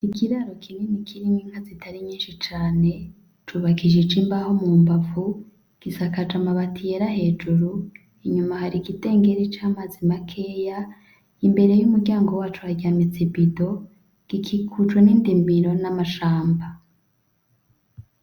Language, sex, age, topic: Rundi, female, 25-35, agriculture